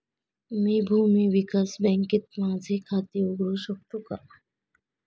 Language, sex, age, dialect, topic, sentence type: Marathi, female, 25-30, Standard Marathi, banking, statement